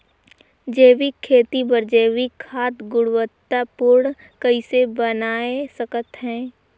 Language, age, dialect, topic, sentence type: Chhattisgarhi, 18-24, Northern/Bhandar, agriculture, question